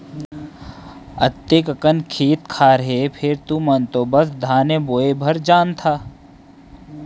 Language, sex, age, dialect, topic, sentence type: Chhattisgarhi, male, 31-35, Central, agriculture, statement